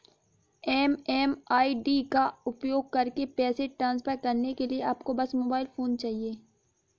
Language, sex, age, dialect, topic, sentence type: Hindi, female, 56-60, Hindustani Malvi Khadi Boli, banking, statement